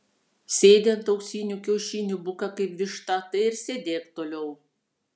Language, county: Lithuanian, Vilnius